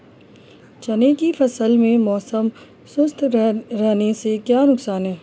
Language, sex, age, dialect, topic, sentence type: Hindi, female, 25-30, Marwari Dhudhari, agriculture, question